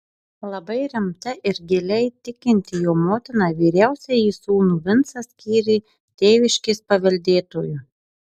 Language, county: Lithuanian, Marijampolė